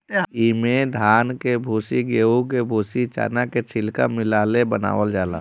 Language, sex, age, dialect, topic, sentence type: Bhojpuri, male, 31-35, Northern, agriculture, statement